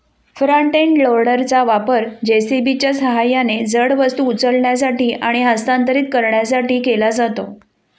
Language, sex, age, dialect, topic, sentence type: Marathi, female, 41-45, Standard Marathi, agriculture, statement